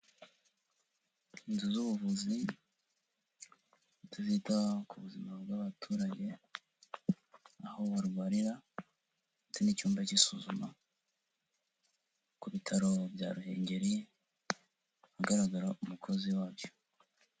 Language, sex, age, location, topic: Kinyarwanda, male, 18-24, Kigali, health